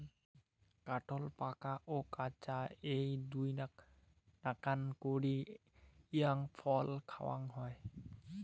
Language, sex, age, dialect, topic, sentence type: Bengali, male, 18-24, Rajbangshi, agriculture, statement